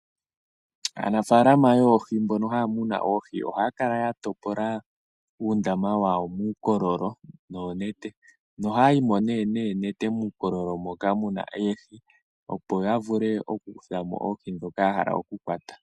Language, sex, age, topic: Oshiwambo, male, 18-24, agriculture